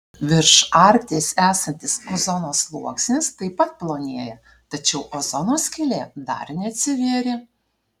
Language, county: Lithuanian, Alytus